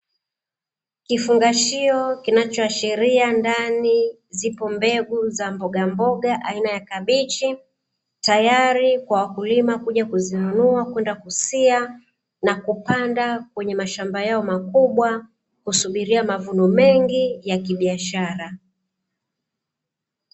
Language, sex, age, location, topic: Swahili, female, 36-49, Dar es Salaam, agriculture